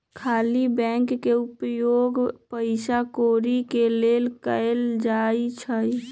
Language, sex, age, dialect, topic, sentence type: Magahi, male, 36-40, Western, banking, statement